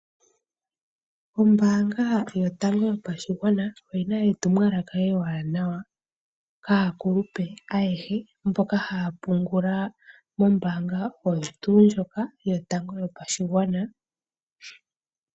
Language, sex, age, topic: Oshiwambo, female, 25-35, finance